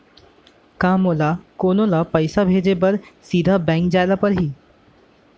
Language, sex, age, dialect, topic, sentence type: Chhattisgarhi, male, 18-24, Central, banking, question